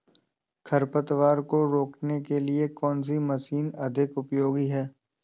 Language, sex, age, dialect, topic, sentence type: Hindi, male, 18-24, Awadhi Bundeli, agriculture, question